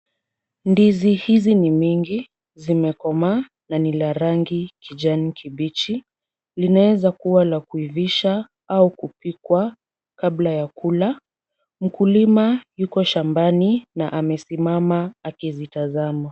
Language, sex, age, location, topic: Swahili, female, 36-49, Kisumu, agriculture